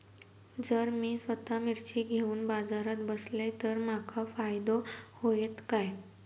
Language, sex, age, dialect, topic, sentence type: Marathi, female, 18-24, Southern Konkan, agriculture, question